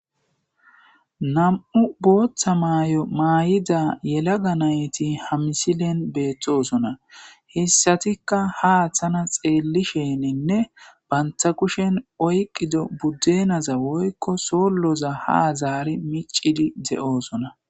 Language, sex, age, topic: Gamo, male, 18-24, agriculture